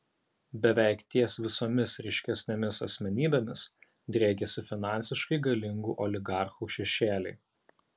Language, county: Lithuanian, Alytus